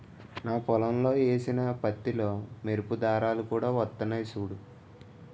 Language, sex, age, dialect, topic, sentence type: Telugu, male, 18-24, Utterandhra, agriculture, statement